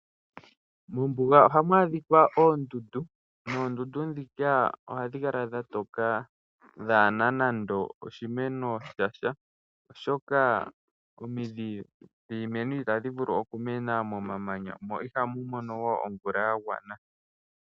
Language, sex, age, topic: Oshiwambo, male, 18-24, agriculture